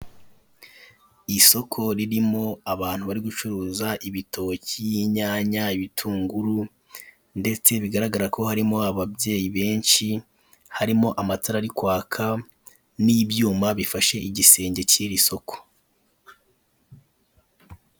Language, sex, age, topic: Kinyarwanda, male, 18-24, finance